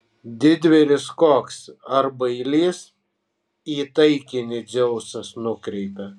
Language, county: Lithuanian, Kaunas